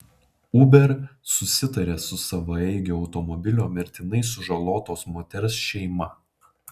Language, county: Lithuanian, Panevėžys